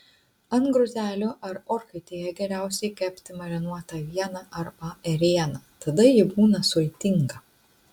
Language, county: Lithuanian, Utena